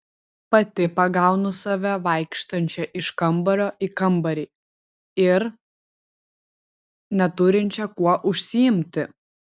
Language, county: Lithuanian, Vilnius